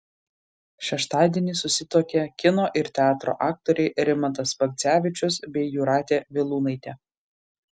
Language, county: Lithuanian, Marijampolė